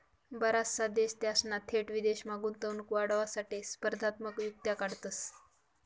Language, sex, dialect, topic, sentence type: Marathi, female, Northern Konkan, banking, statement